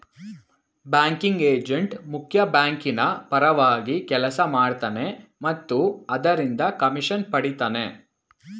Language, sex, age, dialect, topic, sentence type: Kannada, male, 18-24, Mysore Kannada, banking, statement